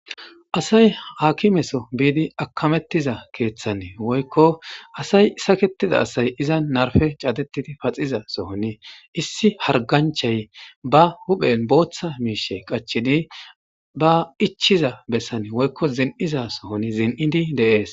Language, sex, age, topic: Gamo, male, 25-35, government